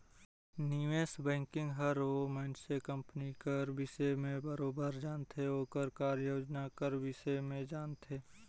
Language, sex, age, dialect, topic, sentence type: Chhattisgarhi, male, 18-24, Northern/Bhandar, banking, statement